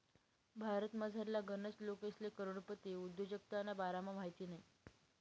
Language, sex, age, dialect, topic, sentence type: Marathi, female, 18-24, Northern Konkan, banking, statement